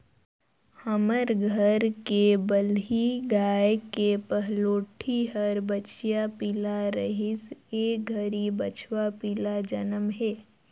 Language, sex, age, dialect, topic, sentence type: Chhattisgarhi, female, 51-55, Northern/Bhandar, agriculture, statement